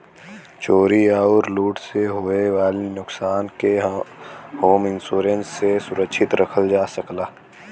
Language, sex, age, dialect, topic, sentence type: Bhojpuri, female, 18-24, Western, banking, statement